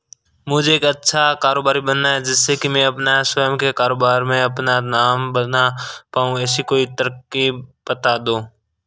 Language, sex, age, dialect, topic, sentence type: Hindi, male, 18-24, Marwari Dhudhari, agriculture, question